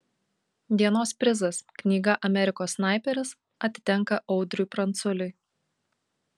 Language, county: Lithuanian, Kaunas